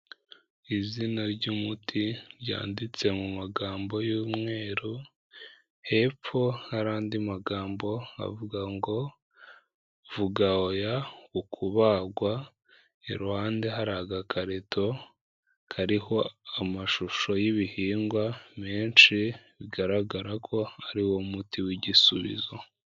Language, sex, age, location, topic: Kinyarwanda, female, 18-24, Kigali, health